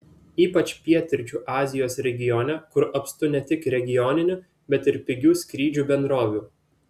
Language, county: Lithuanian, Vilnius